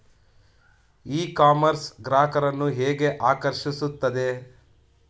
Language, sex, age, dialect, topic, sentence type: Kannada, male, 31-35, Mysore Kannada, agriculture, question